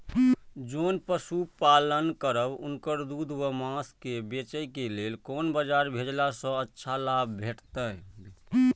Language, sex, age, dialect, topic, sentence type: Maithili, male, 31-35, Eastern / Thethi, agriculture, question